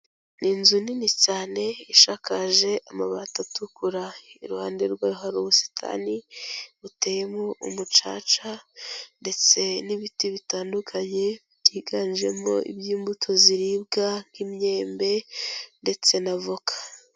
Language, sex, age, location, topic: Kinyarwanda, female, 18-24, Kigali, agriculture